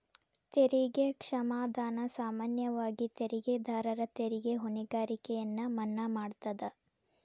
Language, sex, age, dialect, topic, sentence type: Kannada, female, 18-24, Dharwad Kannada, banking, statement